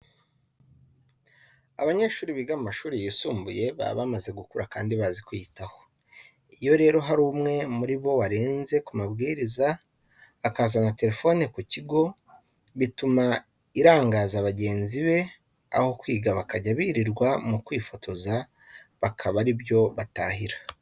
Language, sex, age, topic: Kinyarwanda, male, 25-35, education